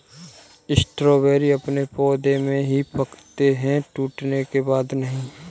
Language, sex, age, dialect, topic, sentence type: Hindi, male, 25-30, Kanauji Braj Bhasha, agriculture, statement